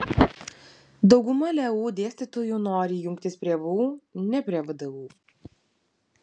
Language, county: Lithuanian, Vilnius